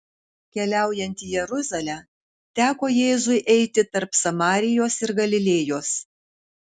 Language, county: Lithuanian, Kaunas